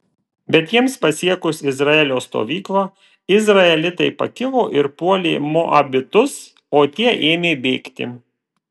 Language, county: Lithuanian, Vilnius